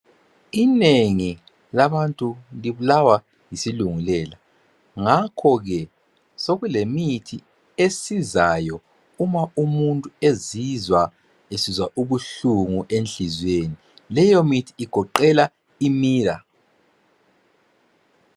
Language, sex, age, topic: North Ndebele, male, 36-49, health